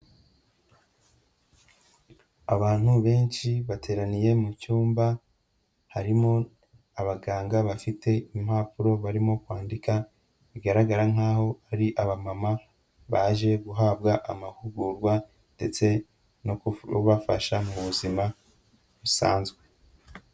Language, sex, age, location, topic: Kinyarwanda, female, 25-35, Huye, health